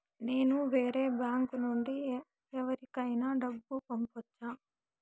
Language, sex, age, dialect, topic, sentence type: Telugu, female, 18-24, Southern, banking, statement